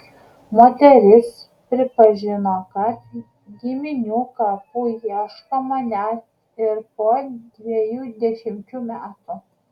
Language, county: Lithuanian, Kaunas